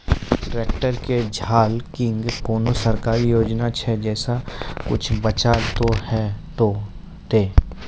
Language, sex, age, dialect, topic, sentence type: Maithili, male, 18-24, Angika, agriculture, question